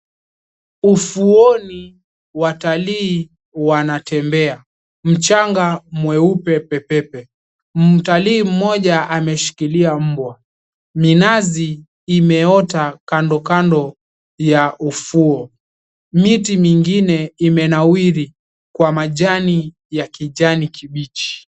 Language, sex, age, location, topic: Swahili, male, 18-24, Mombasa, agriculture